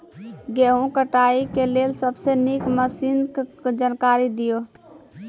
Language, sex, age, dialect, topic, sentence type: Maithili, female, 18-24, Angika, agriculture, question